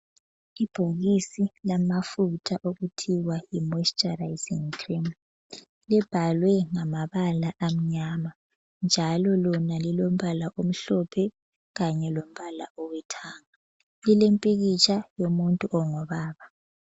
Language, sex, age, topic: North Ndebele, female, 18-24, health